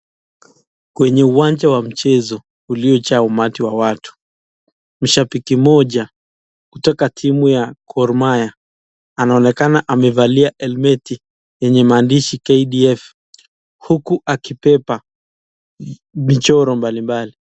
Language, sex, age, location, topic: Swahili, male, 25-35, Nakuru, government